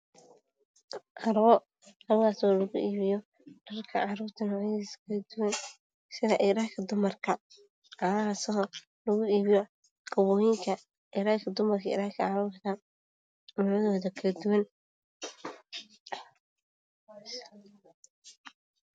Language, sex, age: Somali, female, 18-24